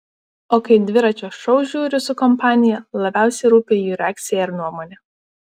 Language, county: Lithuanian, Vilnius